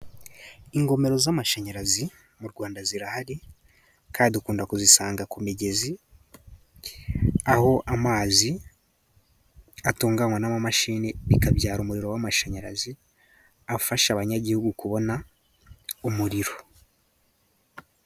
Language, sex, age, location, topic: Kinyarwanda, male, 18-24, Musanze, government